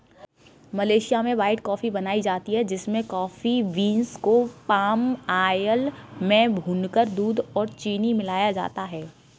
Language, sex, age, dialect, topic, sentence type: Hindi, female, 18-24, Kanauji Braj Bhasha, agriculture, statement